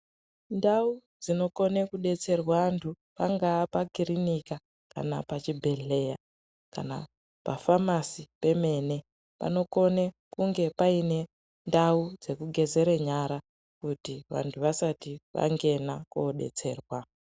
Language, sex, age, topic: Ndau, female, 18-24, health